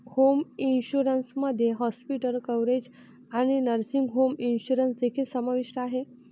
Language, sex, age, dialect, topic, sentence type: Marathi, female, 46-50, Varhadi, banking, statement